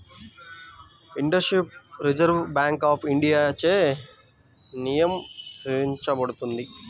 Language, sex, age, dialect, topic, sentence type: Telugu, male, 18-24, Central/Coastal, banking, statement